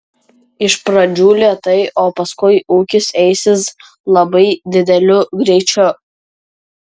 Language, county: Lithuanian, Vilnius